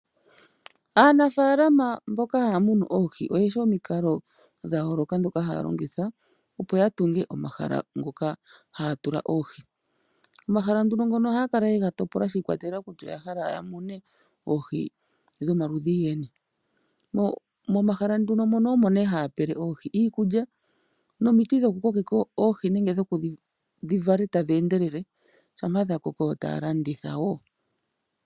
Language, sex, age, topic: Oshiwambo, female, 25-35, agriculture